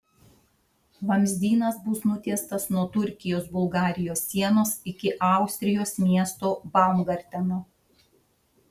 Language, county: Lithuanian, Šiauliai